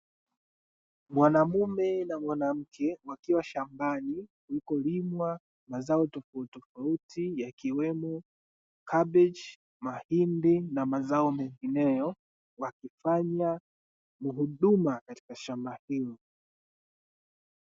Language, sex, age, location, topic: Swahili, male, 18-24, Dar es Salaam, agriculture